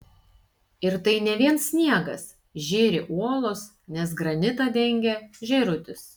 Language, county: Lithuanian, Šiauliai